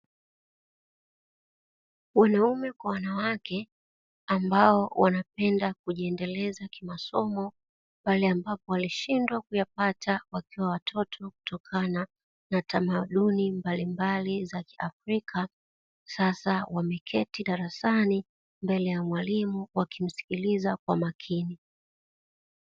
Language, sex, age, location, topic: Swahili, female, 36-49, Dar es Salaam, education